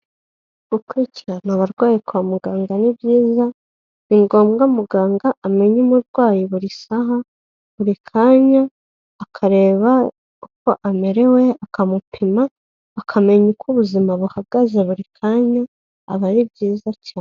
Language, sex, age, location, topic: Kinyarwanda, female, 25-35, Kigali, health